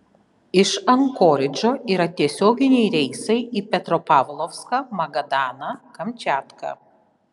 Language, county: Lithuanian, Panevėžys